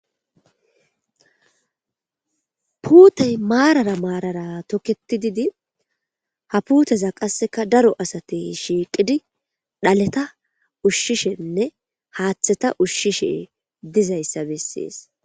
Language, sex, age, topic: Gamo, female, 18-24, agriculture